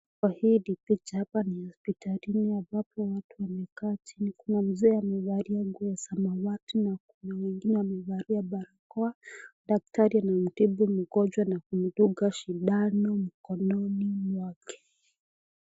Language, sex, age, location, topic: Swahili, female, 25-35, Nakuru, health